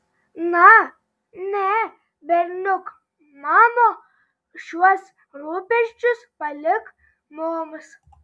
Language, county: Lithuanian, Telšiai